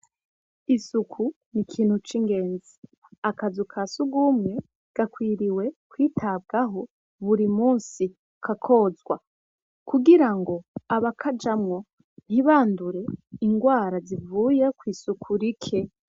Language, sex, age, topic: Rundi, female, 25-35, education